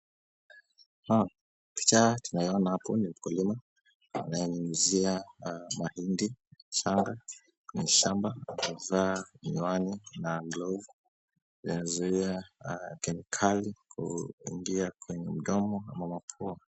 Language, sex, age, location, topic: Swahili, male, 25-35, Kisumu, health